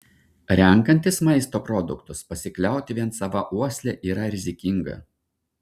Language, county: Lithuanian, Šiauliai